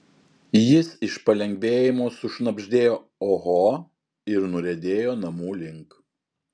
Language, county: Lithuanian, Vilnius